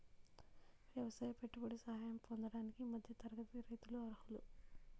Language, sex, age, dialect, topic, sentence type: Telugu, female, 25-30, Utterandhra, agriculture, statement